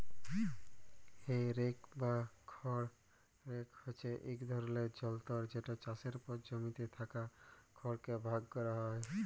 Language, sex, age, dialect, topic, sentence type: Bengali, male, 18-24, Jharkhandi, agriculture, statement